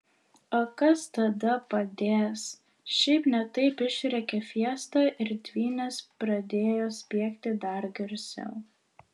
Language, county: Lithuanian, Vilnius